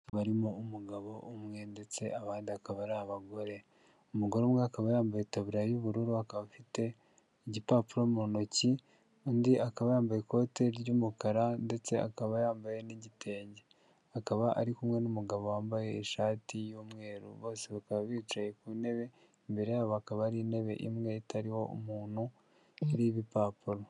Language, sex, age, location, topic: Kinyarwanda, male, 36-49, Huye, health